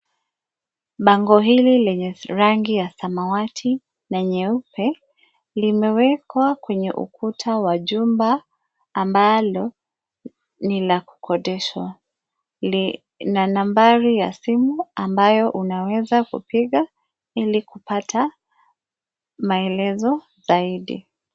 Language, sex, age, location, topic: Swahili, female, 25-35, Nairobi, finance